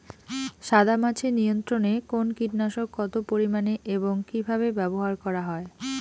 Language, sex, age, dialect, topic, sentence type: Bengali, female, 25-30, Rajbangshi, agriculture, question